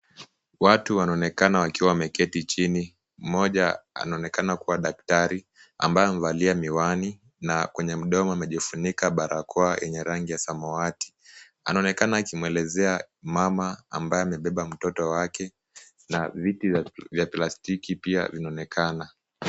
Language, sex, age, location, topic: Swahili, male, 18-24, Kisumu, health